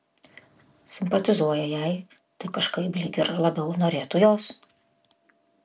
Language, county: Lithuanian, Vilnius